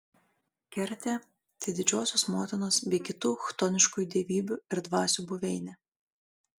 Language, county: Lithuanian, Šiauliai